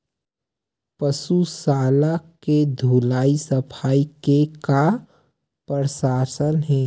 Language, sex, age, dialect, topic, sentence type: Chhattisgarhi, male, 18-24, Western/Budati/Khatahi, agriculture, question